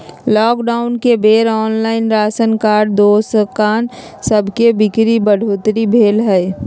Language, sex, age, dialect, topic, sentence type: Magahi, female, 31-35, Western, agriculture, statement